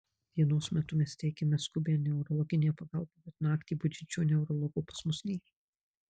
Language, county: Lithuanian, Marijampolė